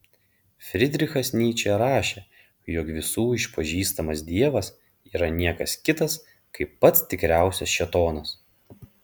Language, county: Lithuanian, Panevėžys